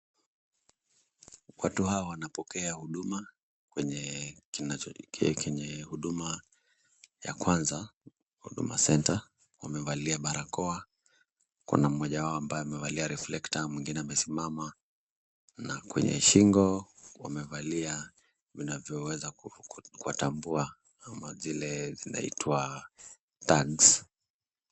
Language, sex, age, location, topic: Swahili, male, 25-35, Kisumu, government